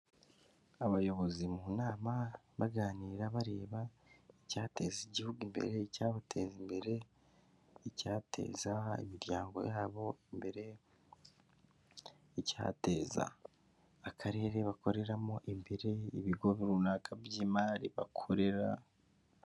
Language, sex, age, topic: Kinyarwanda, male, 25-35, government